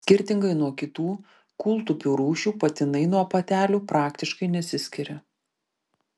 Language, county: Lithuanian, Vilnius